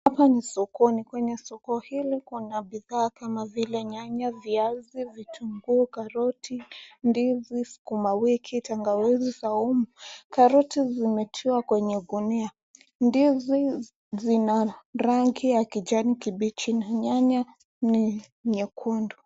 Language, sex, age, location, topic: Swahili, male, 25-35, Nairobi, finance